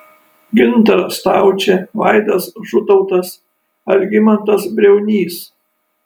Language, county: Lithuanian, Kaunas